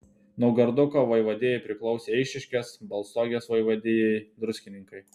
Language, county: Lithuanian, Telšiai